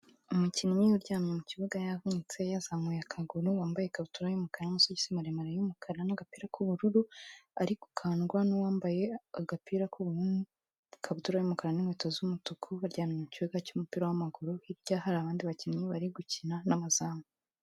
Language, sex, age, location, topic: Kinyarwanda, female, 25-35, Kigali, health